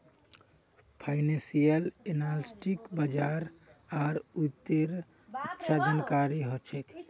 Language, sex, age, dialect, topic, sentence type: Magahi, male, 25-30, Northeastern/Surjapuri, banking, statement